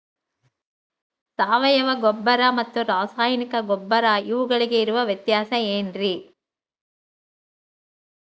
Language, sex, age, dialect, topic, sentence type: Kannada, female, 60-100, Central, agriculture, question